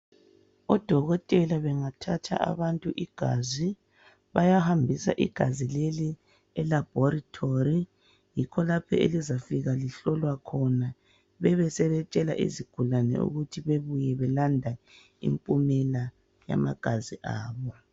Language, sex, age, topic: North Ndebele, female, 25-35, health